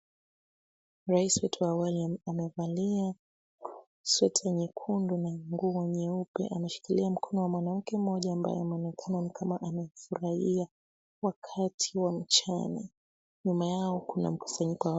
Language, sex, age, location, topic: Swahili, female, 18-24, Kisumu, government